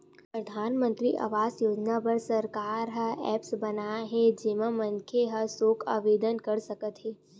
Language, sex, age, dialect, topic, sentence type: Chhattisgarhi, female, 18-24, Western/Budati/Khatahi, banking, statement